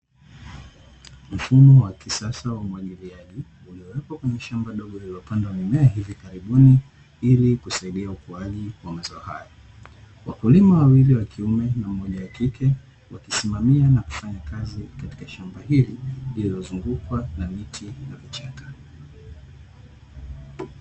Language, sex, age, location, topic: Swahili, male, 18-24, Dar es Salaam, agriculture